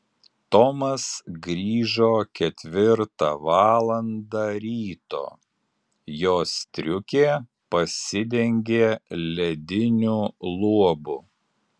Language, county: Lithuanian, Alytus